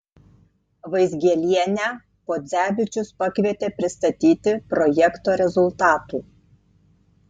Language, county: Lithuanian, Tauragė